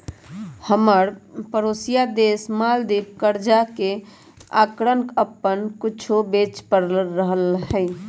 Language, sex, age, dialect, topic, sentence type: Magahi, male, 18-24, Western, banking, statement